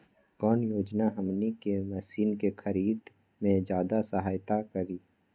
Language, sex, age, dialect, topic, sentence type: Magahi, male, 41-45, Western, agriculture, question